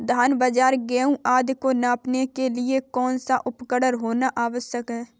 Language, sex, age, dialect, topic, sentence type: Hindi, female, 18-24, Kanauji Braj Bhasha, agriculture, question